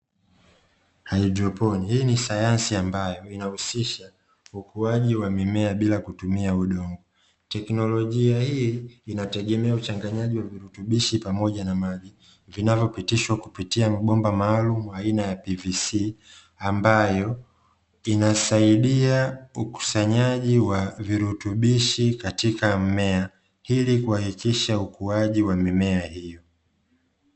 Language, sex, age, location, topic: Swahili, male, 25-35, Dar es Salaam, agriculture